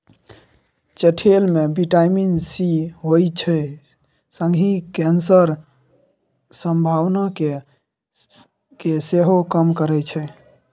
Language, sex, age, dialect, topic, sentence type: Maithili, male, 18-24, Bajjika, agriculture, statement